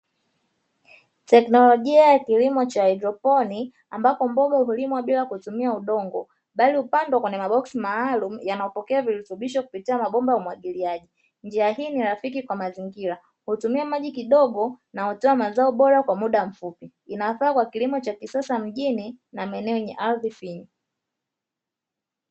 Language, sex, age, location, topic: Swahili, female, 25-35, Dar es Salaam, agriculture